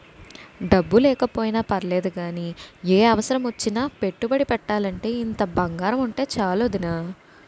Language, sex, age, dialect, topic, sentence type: Telugu, female, 18-24, Utterandhra, banking, statement